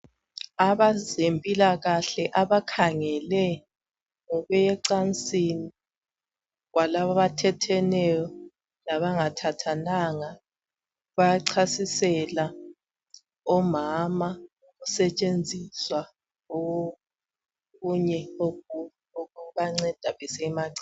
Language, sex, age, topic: North Ndebele, female, 36-49, health